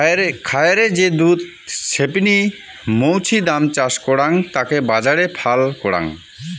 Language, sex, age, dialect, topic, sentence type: Bengali, male, 25-30, Rajbangshi, agriculture, statement